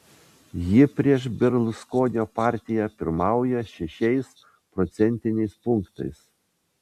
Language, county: Lithuanian, Vilnius